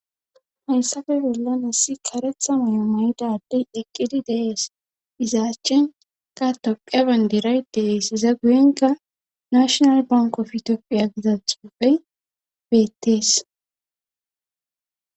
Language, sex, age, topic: Gamo, female, 25-35, government